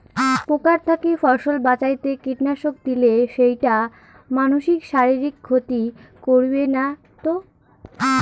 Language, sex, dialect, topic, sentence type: Bengali, female, Rajbangshi, agriculture, question